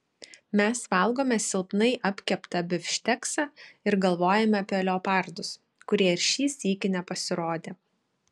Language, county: Lithuanian, Šiauliai